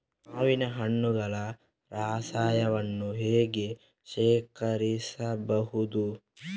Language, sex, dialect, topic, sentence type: Kannada, male, Coastal/Dakshin, agriculture, question